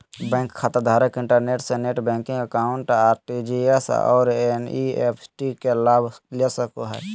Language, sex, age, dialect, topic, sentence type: Magahi, male, 18-24, Southern, banking, statement